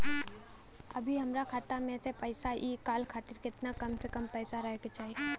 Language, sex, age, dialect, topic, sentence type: Bhojpuri, female, 18-24, Southern / Standard, banking, question